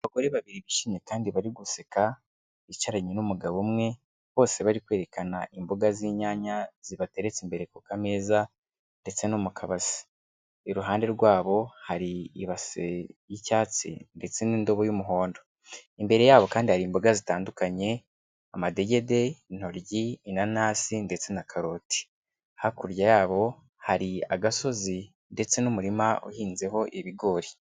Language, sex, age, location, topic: Kinyarwanda, male, 25-35, Kigali, agriculture